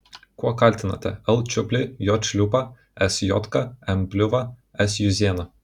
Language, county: Lithuanian, Kaunas